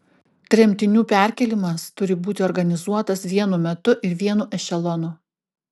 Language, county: Lithuanian, Klaipėda